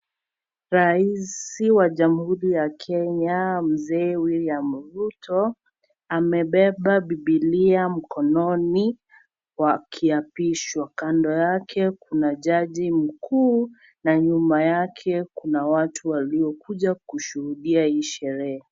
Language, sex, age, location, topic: Swahili, female, 25-35, Kisii, government